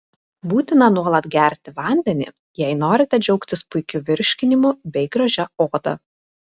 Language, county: Lithuanian, Kaunas